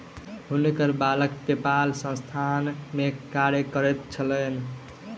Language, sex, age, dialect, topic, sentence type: Maithili, male, 18-24, Southern/Standard, banking, statement